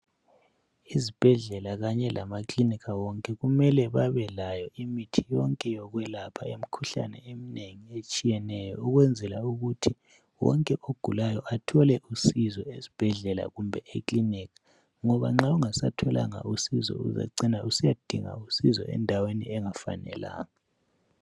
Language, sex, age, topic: North Ndebele, male, 18-24, health